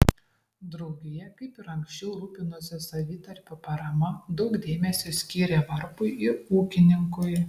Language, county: Lithuanian, Panevėžys